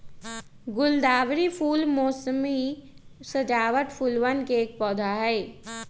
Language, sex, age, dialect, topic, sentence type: Magahi, male, 25-30, Western, agriculture, statement